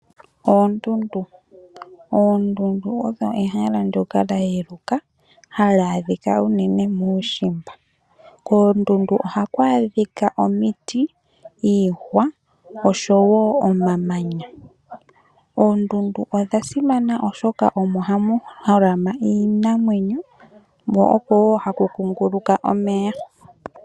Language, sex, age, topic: Oshiwambo, female, 18-24, agriculture